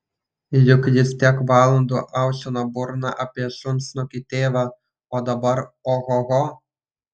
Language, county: Lithuanian, Panevėžys